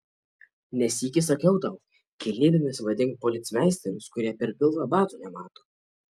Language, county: Lithuanian, Kaunas